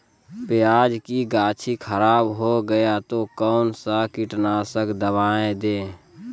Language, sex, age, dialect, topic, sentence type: Magahi, male, 25-30, Southern, agriculture, question